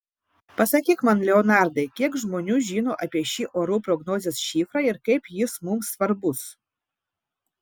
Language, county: Lithuanian, Vilnius